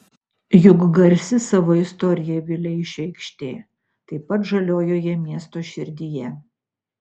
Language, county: Lithuanian, Utena